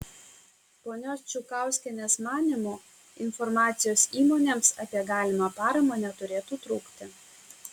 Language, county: Lithuanian, Kaunas